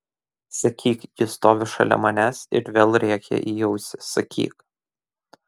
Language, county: Lithuanian, Kaunas